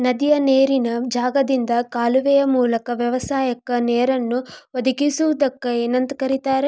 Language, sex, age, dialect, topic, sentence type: Kannada, female, 18-24, Dharwad Kannada, agriculture, question